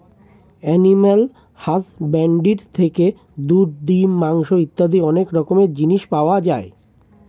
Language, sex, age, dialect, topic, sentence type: Bengali, male, 25-30, Standard Colloquial, agriculture, statement